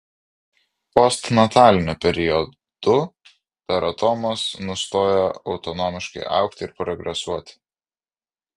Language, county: Lithuanian, Vilnius